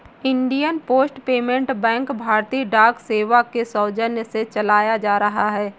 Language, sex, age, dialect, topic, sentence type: Hindi, female, 18-24, Marwari Dhudhari, banking, statement